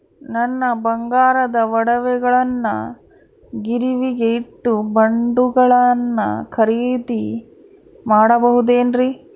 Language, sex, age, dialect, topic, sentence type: Kannada, male, 31-35, Central, banking, question